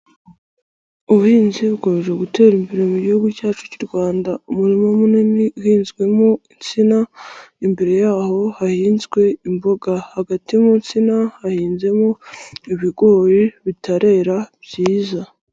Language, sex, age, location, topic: Kinyarwanda, male, 50+, Nyagatare, agriculture